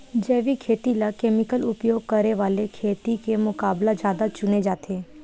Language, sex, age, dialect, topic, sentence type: Chhattisgarhi, female, 18-24, Western/Budati/Khatahi, agriculture, statement